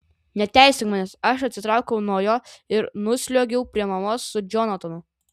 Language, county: Lithuanian, Vilnius